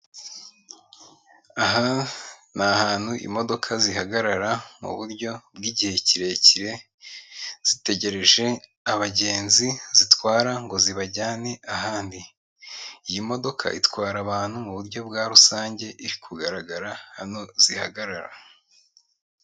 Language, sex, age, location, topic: Kinyarwanda, male, 25-35, Kigali, government